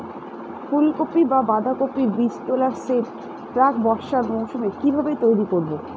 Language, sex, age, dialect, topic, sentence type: Bengali, female, 31-35, Northern/Varendri, agriculture, question